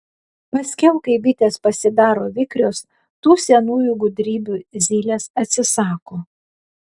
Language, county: Lithuanian, Vilnius